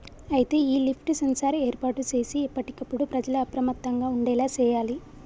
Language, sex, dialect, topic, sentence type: Telugu, female, Telangana, agriculture, statement